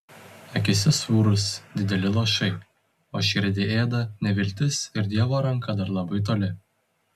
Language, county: Lithuanian, Telšiai